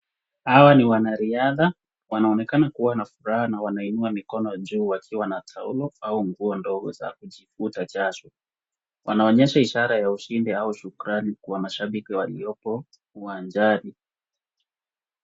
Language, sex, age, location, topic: Swahili, male, 18-24, Wajir, government